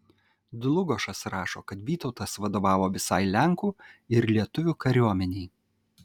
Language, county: Lithuanian, Kaunas